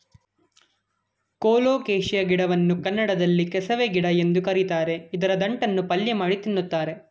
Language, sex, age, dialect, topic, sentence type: Kannada, male, 18-24, Mysore Kannada, agriculture, statement